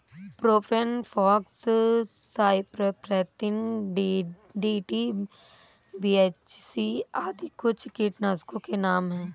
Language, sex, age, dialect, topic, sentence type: Hindi, female, 18-24, Awadhi Bundeli, agriculture, statement